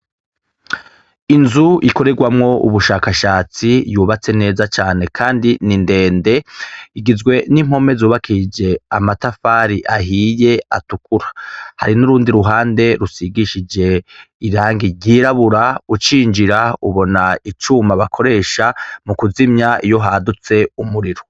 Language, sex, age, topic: Rundi, male, 36-49, education